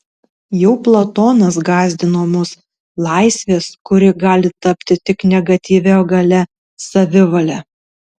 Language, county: Lithuanian, Tauragė